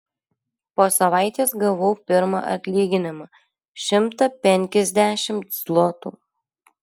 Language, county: Lithuanian, Alytus